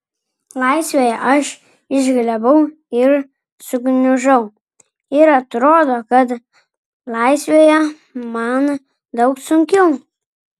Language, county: Lithuanian, Vilnius